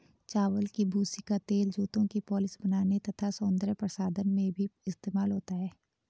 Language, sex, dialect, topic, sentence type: Hindi, female, Garhwali, agriculture, statement